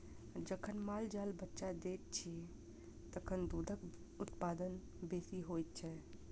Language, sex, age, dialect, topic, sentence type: Maithili, female, 25-30, Southern/Standard, agriculture, statement